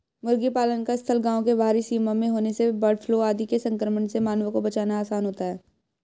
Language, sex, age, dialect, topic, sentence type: Hindi, female, 18-24, Hindustani Malvi Khadi Boli, agriculture, statement